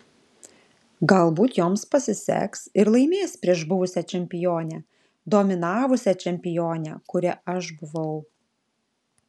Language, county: Lithuanian, Alytus